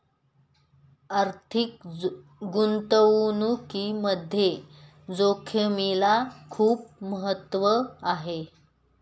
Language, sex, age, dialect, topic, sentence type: Marathi, female, 31-35, Northern Konkan, banking, statement